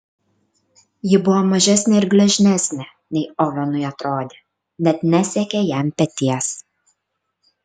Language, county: Lithuanian, Kaunas